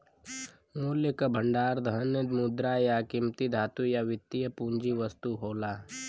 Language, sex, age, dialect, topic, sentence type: Bhojpuri, male, <18, Western, banking, statement